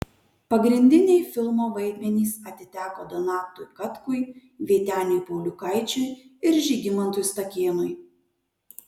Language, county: Lithuanian, Kaunas